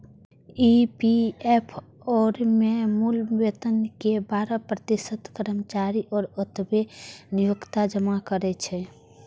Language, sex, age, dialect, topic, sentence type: Maithili, female, 41-45, Eastern / Thethi, banking, statement